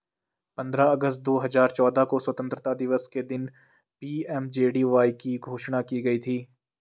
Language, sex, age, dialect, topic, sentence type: Hindi, male, 18-24, Garhwali, banking, statement